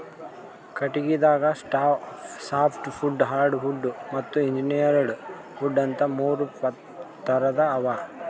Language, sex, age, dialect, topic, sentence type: Kannada, male, 60-100, Northeastern, agriculture, statement